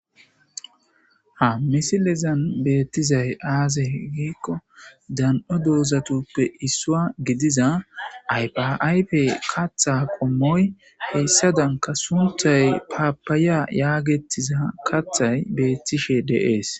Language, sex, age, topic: Gamo, male, 25-35, agriculture